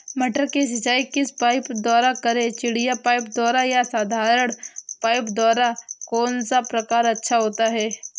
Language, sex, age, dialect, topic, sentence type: Hindi, female, 18-24, Awadhi Bundeli, agriculture, question